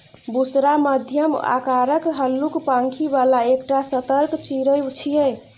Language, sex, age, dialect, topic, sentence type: Maithili, female, 25-30, Eastern / Thethi, agriculture, statement